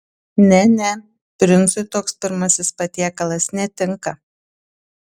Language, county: Lithuanian, Panevėžys